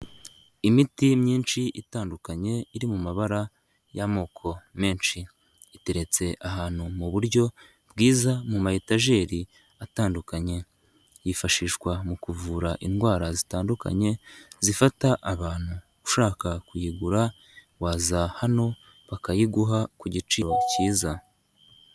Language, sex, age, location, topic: Kinyarwanda, female, 50+, Nyagatare, health